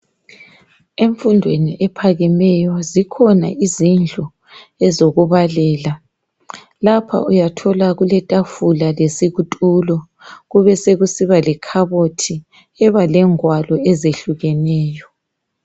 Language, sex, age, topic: North Ndebele, male, 36-49, education